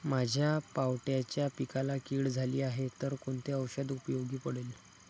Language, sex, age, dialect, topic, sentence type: Marathi, male, 25-30, Standard Marathi, agriculture, question